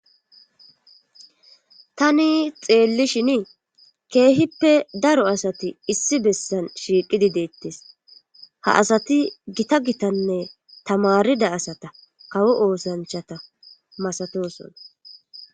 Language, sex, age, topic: Gamo, female, 25-35, government